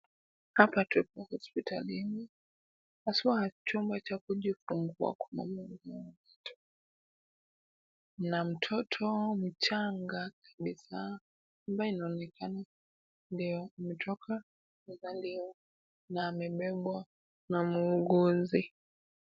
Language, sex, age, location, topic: Swahili, female, 18-24, Kisumu, health